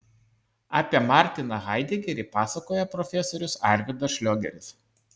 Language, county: Lithuanian, Kaunas